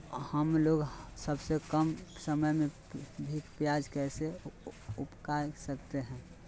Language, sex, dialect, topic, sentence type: Magahi, male, Southern, agriculture, question